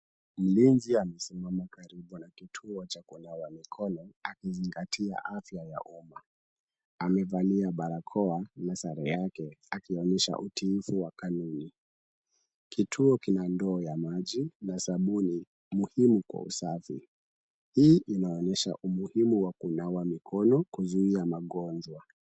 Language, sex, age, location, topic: Swahili, male, 18-24, Kisumu, health